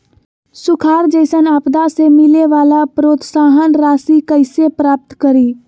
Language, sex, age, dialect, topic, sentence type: Magahi, female, 25-30, Western, banking, question